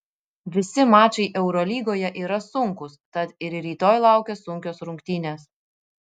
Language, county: Lithuanian, Vilnius